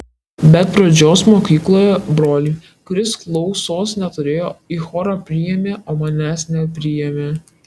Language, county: Lithuanian, Kaunas